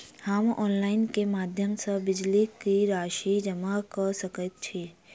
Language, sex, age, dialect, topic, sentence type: Maithili, female, 46-50, Southern/Standard, banking, question